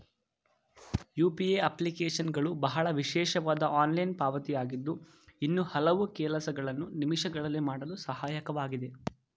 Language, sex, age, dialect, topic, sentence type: Kannada, male, 18-24, Mysore Kannada, banking, statement